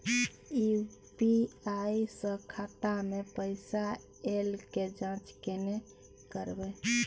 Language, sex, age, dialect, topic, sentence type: Maithili, female, 41-45, Bajjika, banking, question